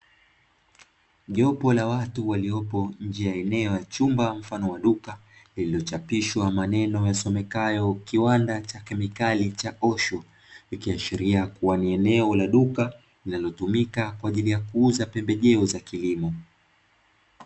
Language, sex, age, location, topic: Swahili, male, 25-35, Dar es Salaam, agriculture